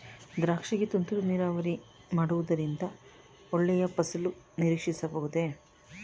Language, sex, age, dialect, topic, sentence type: Kannada, female, 36-40, Mysore Kannada, agriculture, question